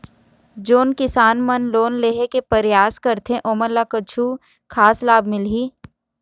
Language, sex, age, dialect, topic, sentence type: Chhattisgarhi, female, 36-40, Eastern, agriculture, statement